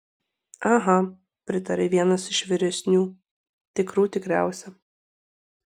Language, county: Lithuanian, Panevėžys